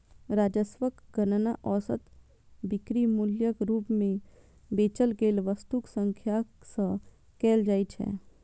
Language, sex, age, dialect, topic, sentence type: Maithili, female, 25-30, Eastern / Thethi, banking, statement